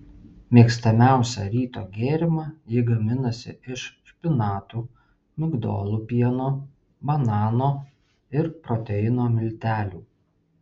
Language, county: Lithuanian, Vilnius